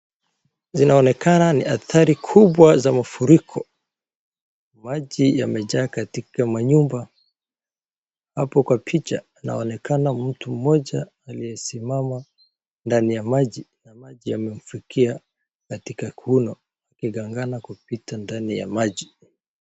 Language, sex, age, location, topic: Swahili, male, 18-24, Wajir, health